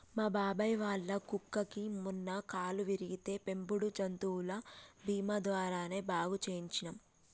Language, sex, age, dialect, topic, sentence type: Telugu, female, 25-30, Telangana, banking, statement